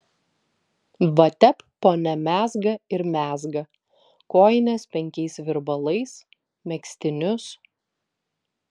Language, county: Lithuanian, Vilnius